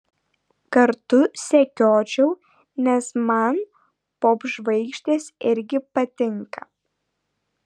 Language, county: Lithuanian, Vilnius